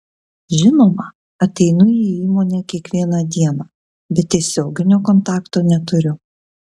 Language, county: Lithuanian, Kaunas